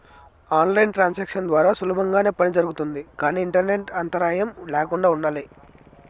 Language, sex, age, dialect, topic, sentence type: Telugu, male, 25-30, Southern, banking, statement